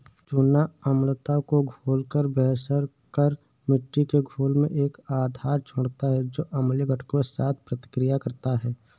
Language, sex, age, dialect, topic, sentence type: Hindi, male, 18-24, Awadhi Bundeli, agriculture, statement